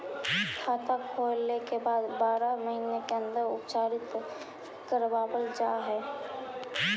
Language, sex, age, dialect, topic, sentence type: Magahi, male, 31-35, Central/Standard, banking, question